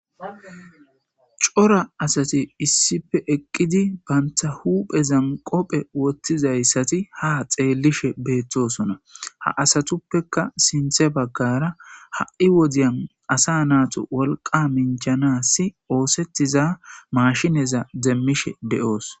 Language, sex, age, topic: Gamo, male, 18-24, government